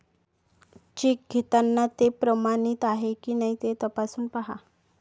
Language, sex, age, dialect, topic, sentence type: Marathi, female, 25-30, Varhadi, banking, statement